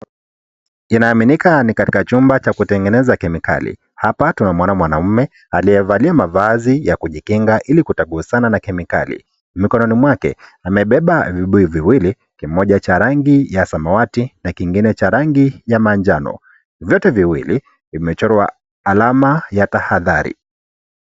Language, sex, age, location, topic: Swahili, male, 25-35, Kisii, health